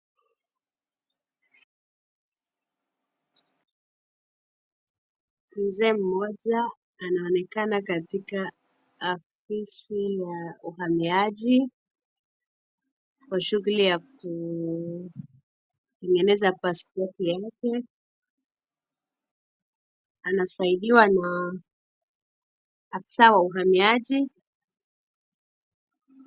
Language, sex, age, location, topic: Swahili, female, 25-35, Wajir, government